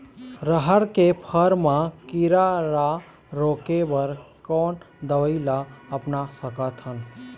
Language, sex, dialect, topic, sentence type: Chhattisgarhi, male, Eastern, agriculture, question